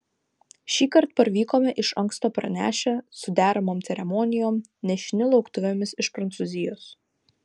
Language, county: Lithuanian, Vilnius